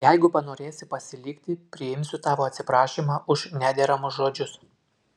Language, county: Lithuanian, Utena